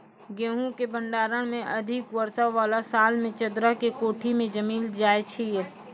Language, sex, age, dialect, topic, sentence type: Maithili, female, 25-30, Angika, agriculture, question